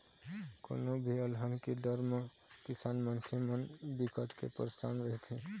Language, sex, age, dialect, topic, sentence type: Chhattisgarhi, male, 25-30, Eastern, agriculture, statement